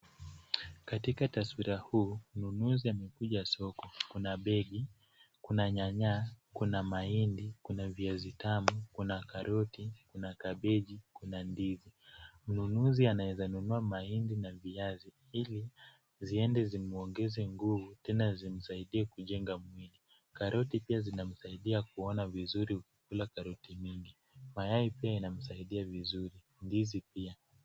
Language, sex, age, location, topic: Swahili, male, 25-35, Kisumu, finance